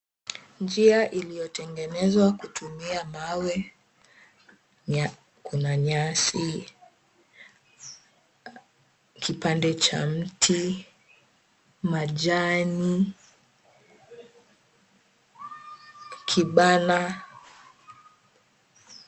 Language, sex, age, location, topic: Swahili, female, 18-24, Mombasa, agriculture